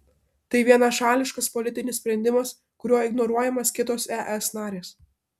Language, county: Lithuanian, Vilnius